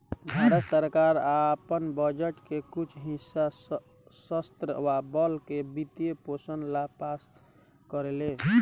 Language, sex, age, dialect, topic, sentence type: Bhojpuri, male, 18-24, Southern / Standard, banking, statement